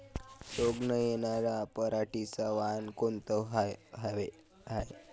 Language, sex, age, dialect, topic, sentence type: Marathi, male, 25-30, Varhadi, agriculture, question